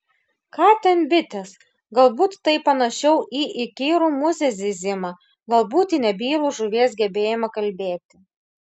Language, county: Lithuanian, Klaipėda